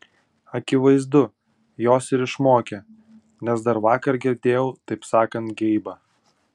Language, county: Lithuanian, Utena